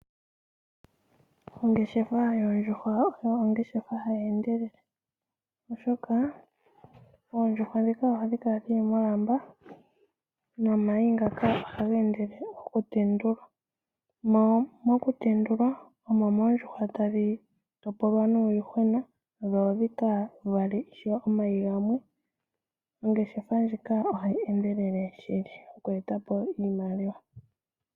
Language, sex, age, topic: Oshiwambo, female, 18-24, agriculture